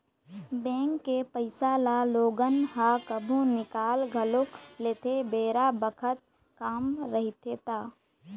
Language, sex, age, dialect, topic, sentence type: Chhattisgarhi, female, 51-55, Eastern, banking, statement